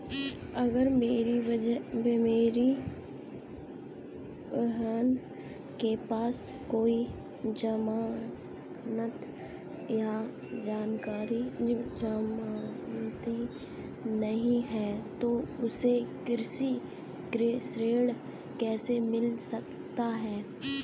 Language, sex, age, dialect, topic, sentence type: Hindi, female, 18-24, Kanauji Braj Bhasha, agriculture, statement